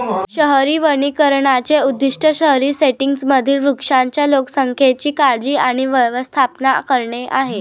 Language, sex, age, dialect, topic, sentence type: Marathi, female, 25-30, Varhadi, agriculture, statement